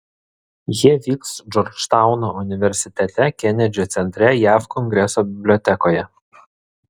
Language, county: Lithuanian, Vilnius